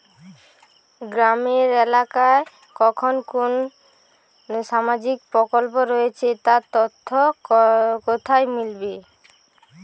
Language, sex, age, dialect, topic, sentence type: Bengali, female, 18-24, Rajbangshi, banking, question